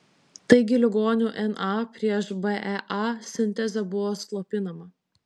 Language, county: Lithuanian, Vilnius